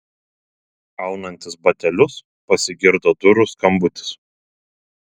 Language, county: Lithuanian, Telšiai